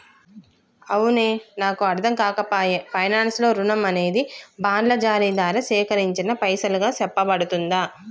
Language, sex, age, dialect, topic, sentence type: Telugu, female, 36-40, Telangana, banking, statement